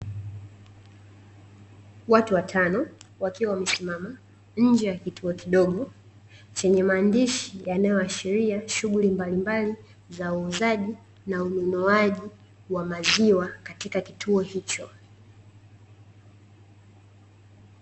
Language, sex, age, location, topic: Swahili, female, 18-24, Dar es Salaam, finance